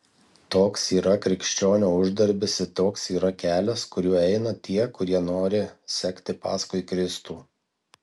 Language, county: Lithuanian, Marijampolė